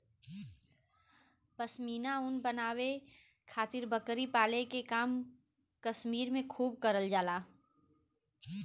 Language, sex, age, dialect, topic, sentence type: Bhojpuri, female, 41-45, Western, agriculture, statement